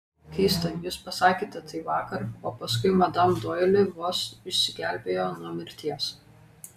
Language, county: Lithuanian, Kaunas